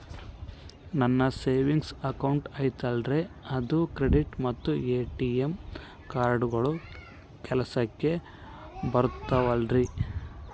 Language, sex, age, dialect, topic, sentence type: Kannada, male, 51-55, Central, banking, question